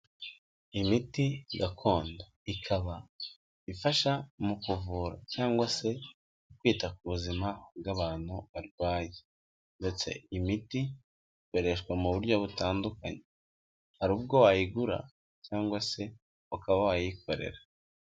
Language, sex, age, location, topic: Kinyarwanda, female, 25-35, Kigali, health